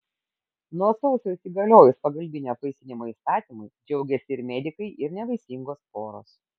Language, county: Lithuanian, Kaunas